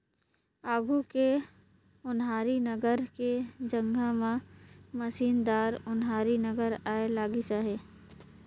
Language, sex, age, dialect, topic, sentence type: Chhattisgarhi, male, 56-60, Northern/Bhandar, agriculture, statement